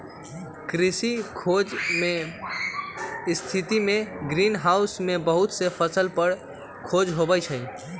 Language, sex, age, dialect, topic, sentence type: Magahi, male, 18-24, Western, agriculture, statement